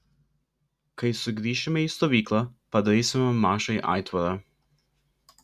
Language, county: Lithuanian, Klaipėda